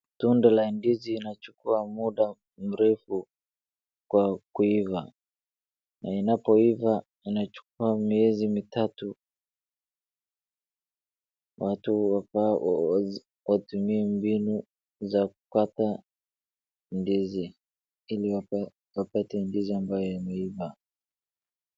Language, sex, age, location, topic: Swahili, male, 18-24, Wajir, agriculture